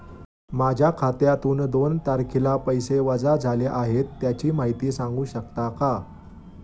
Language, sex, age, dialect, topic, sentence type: Marathi, male, 25-30, Standard Marathi, banking, question